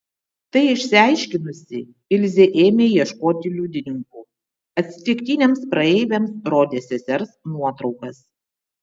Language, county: Lithuanian, Vilnius